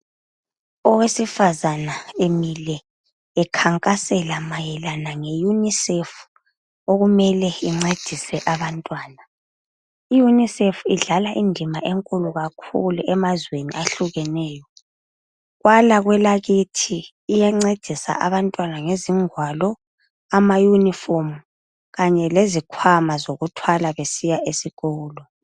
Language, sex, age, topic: North Ndebele, female, 25-35, health